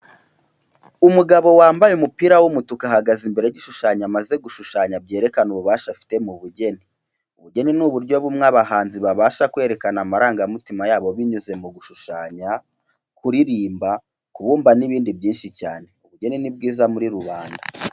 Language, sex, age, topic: Kinyarwanda, male, 25-35, education